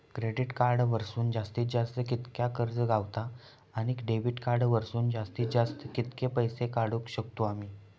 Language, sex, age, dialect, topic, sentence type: Marathi, male, 41-45, Southern Konkan, banking, question